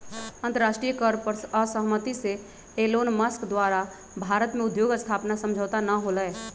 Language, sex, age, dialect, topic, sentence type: Magahi, male, 36-40, Western, banking, statement